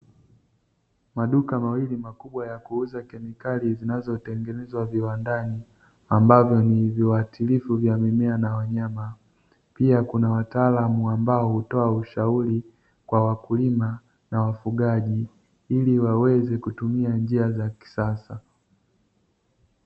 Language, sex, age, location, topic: Swahili, male, 36-49, Dar es Salaam, agriculture